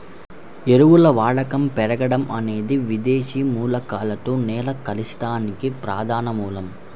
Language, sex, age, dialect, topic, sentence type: Telugu, male, 51-55, Central/Coastal, agriculture, statement